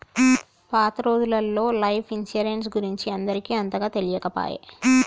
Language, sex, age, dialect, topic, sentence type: Telugu, female, 51-55, Telangana, banking, statement